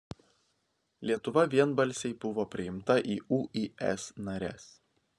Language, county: Lithuanian, Vilnius